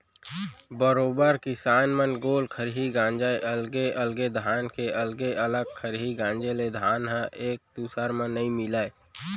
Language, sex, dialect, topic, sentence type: Chhattisgarhi, male, Central, agriculture, statement